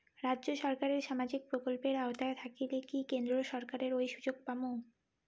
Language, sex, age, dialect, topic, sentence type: Bengali, female, 18-24, Rajbangshi, banking, question